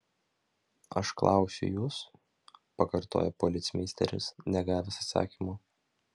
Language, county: Lithuanian, Vilnius